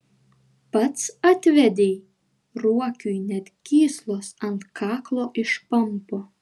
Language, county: Lithuanian, Šiauliai